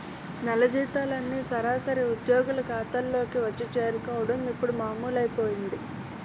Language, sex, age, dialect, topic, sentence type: Telugu, female, 18-24, Utterandhra, banking, statement